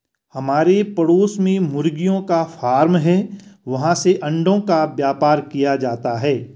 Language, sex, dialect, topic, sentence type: Hindi, male, Garhwali, agriculture, statement